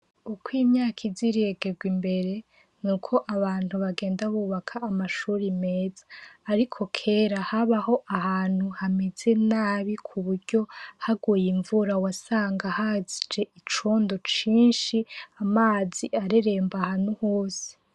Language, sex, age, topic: Rundi, female, 25-35, education